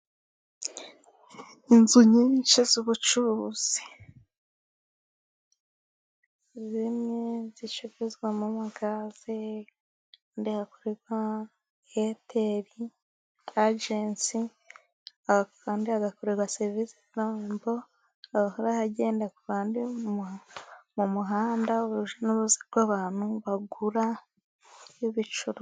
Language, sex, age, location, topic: Kinyarwanda, female, 18-24, Musanze, finance